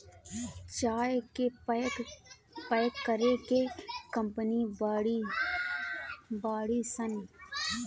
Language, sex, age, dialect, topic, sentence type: Bhojpuri, female, 31-35, Northern, agriculture, statement